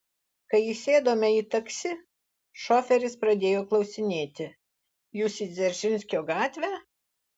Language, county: Lithuanian, Alytus